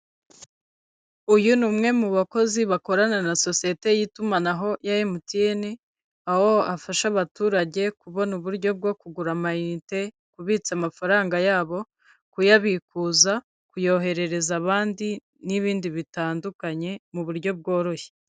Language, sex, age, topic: Kinyarwanda, female, 25-35, finance